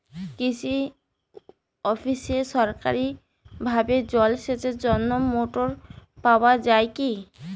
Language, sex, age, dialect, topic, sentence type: Bengali, female, 25-30, Rajbangshi, agriculture, question